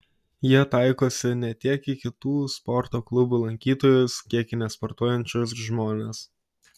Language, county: Lithuanian, Kaunas